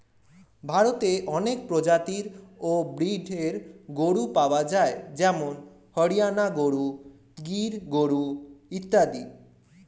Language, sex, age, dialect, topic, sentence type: Bengali, male, 18-24, Standard Colloquial, agriculture, statement